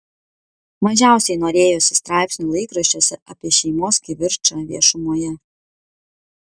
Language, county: Lithuanian, Kaunas